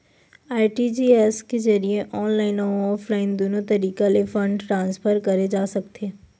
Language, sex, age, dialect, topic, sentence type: Chhattisgarhi, female, 18-24, Western/Budati/Khatahi, banking, statement